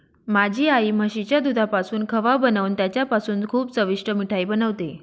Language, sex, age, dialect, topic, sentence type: Marathi, female, 31-35, Northern Konkan, agriculture, statement